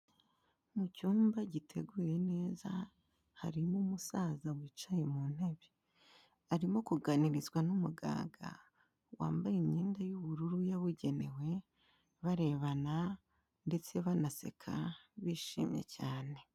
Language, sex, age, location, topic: Kinyarwanda, female, 25-35, Kigali, health